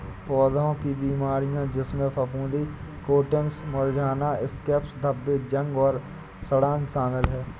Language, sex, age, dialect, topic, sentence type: Hindi, male, 60-100, Awadhi Bundeli, agriculture, statement